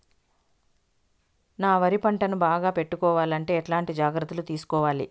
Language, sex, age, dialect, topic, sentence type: Telugu, female, 51-55, Southern, agriculture, question